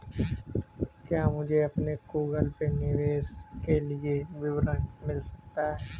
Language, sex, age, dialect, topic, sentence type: Hindi, male, 18-24, Marwari Dhudhari, banking, question